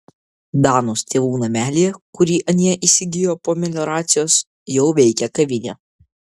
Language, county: Lithuanian, Vilnius